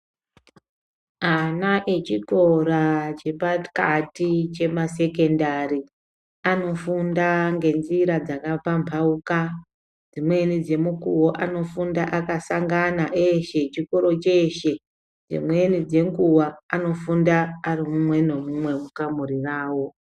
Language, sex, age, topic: Ndau, female, 25-35, education